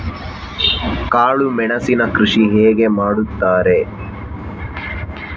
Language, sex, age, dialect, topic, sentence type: Kannada, male, 60-100, Coastal/Dakshin, agriculture, question